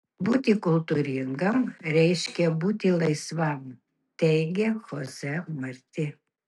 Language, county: Lithuanian, Kaunas